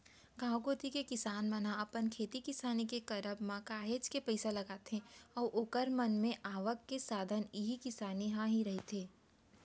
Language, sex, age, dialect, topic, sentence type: Chhattisgarhi, female, 31-35, Central, banking, statement